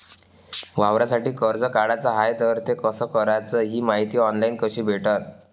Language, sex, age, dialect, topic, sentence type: Marathi, male, 25-30, Varhadi, banking, question